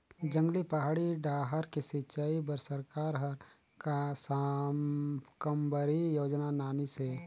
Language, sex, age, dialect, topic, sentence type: Chhattisgarhi, male, 36-40, Northern/Bhandar, agriculture, statement